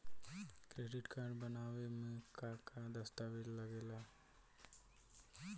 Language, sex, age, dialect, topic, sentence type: Bhojpuri, male, 18-24, Southern / Standard, banking, question